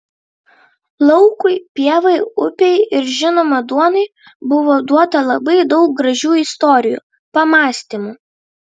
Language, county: Lithuanian, Vilnius